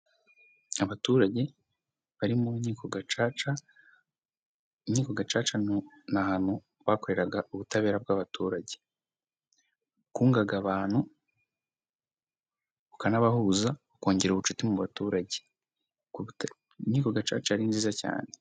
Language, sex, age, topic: Kinyarwanda, male, 18-24, government